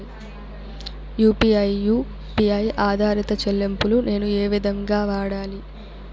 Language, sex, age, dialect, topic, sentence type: Telugu, female, 18-24, Southern, banking, question